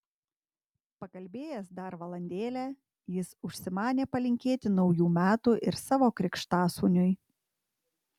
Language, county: Lithuanian, Tauragė